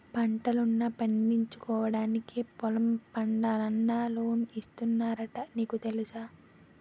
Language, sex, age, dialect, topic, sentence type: Telugu, female, 18-24, Utterandhra, agriculture, statement